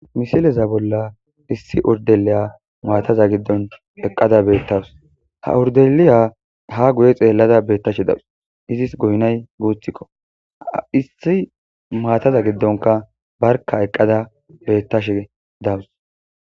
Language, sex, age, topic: Gamo, male, 18-24, agriculture